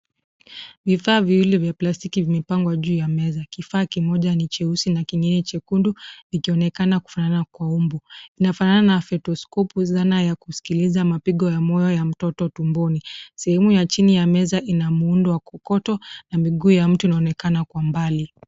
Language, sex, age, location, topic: Swahili, female, 25-35, Nairobi, health